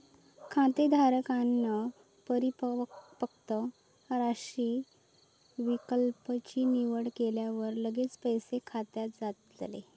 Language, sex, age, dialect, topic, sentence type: Marathi, female, 18-24, Southern Konkan, banking, statement